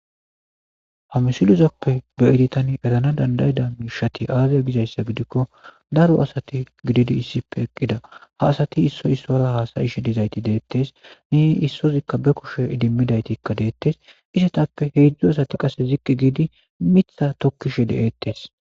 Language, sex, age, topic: Gamo, male, 25-35, agriculture